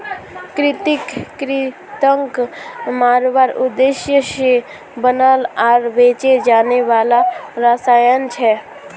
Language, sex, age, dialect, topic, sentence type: Magahi, female, 18-24, Northeastern/Surjapuri, agriculture, statement